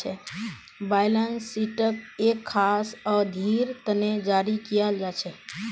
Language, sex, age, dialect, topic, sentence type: Magahi, female, 18-24, Northeastern/Surjapuri, banking, statement